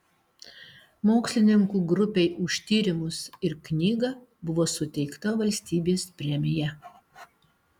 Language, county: Lithuanian, Alytus